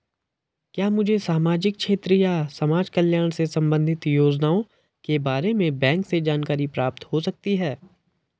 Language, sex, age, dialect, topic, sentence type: Hindi, male, 41-45, Garhwali, banking, question